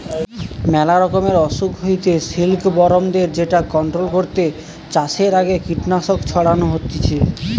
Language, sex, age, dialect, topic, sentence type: Bengali, male, 18-24, Western, agriculture, statement